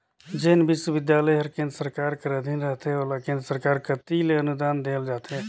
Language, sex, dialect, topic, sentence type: Chhattisgarhi, male, Northern/Bhandar, banking, statement